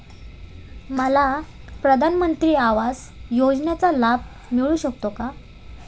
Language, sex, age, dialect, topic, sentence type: Marathi, female, 18-24, Standard Marathi, banking, question